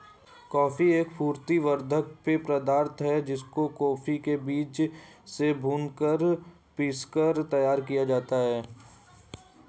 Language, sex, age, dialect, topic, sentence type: Hindi, male, 18-24, Hindustani Malvi Khadi Boli, agriculture, statement